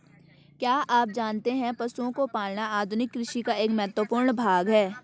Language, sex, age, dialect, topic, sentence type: Hindi, female, 18-24, Garhwali, agriculture, statement